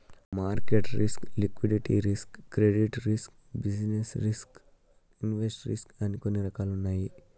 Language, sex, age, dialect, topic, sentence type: Telugu, male, 25-30, Southern, banking, statement